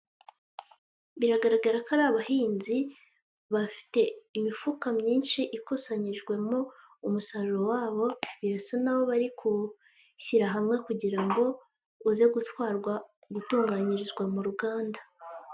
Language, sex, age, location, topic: Kinyarwanda, female, 25-35, Kigali, health